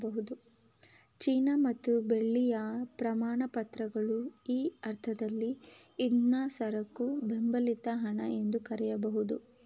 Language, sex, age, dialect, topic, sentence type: Kannada, female, 25-30, Mysore Kannada, banking, statement